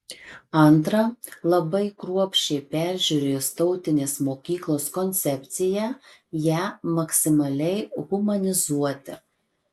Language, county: Lithuanian, Marijampolė